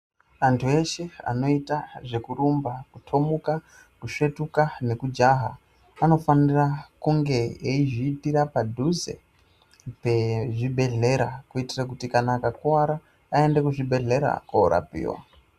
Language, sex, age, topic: Ndau, male, 25-35, health